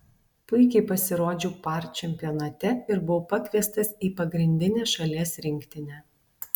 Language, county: Lithuanian, Alytus